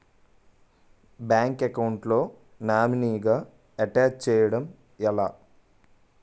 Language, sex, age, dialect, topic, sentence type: Telugu, male, 18-24, Utterandhra, banking, question